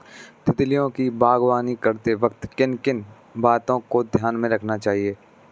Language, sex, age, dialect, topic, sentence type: Hindi, male, 18-24, Kanauji Braj Bhasha, agriculture, statement